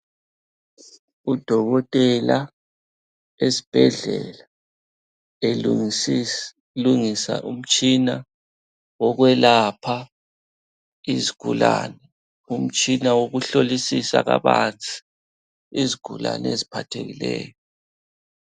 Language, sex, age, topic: North Ndebele, male, 36-49, health